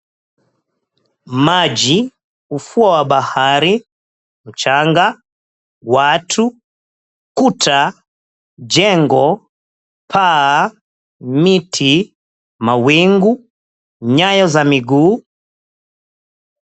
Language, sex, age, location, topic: Swahili, male, 36-49, Mombasa, government